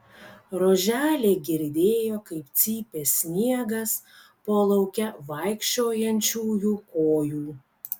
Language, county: Lithuanian, Kaunas